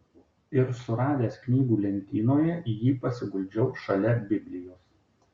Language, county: Lithuanian, Marijampolė